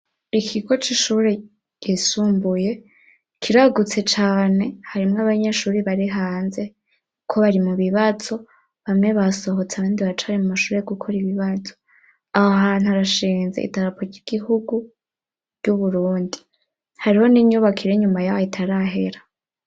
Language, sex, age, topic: Rundi, male, 18-24, education